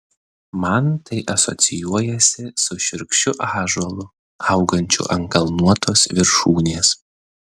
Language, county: Lithuanian, Vilnius